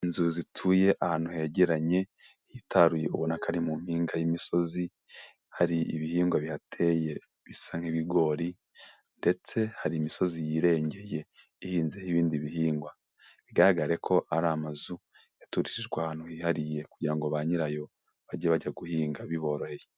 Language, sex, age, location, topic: Kinyarwanda, male, 18-24, Nyagatare, agriculture